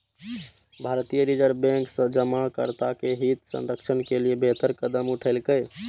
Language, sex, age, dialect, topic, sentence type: Maithili, male, 18-24, Eastern / Thethi, banking, statement